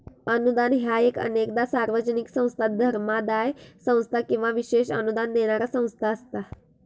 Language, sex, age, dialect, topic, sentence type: Marathi, female, 25-30, Southern Konkan, banking, statement